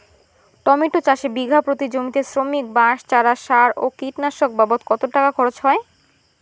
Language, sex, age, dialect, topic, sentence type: Bengali, female, 18-24, Rajbangshi, agriculture, question